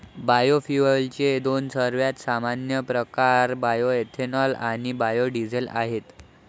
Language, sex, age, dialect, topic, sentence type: Marathi, male, 25-30, Varhadi, agriculture, statement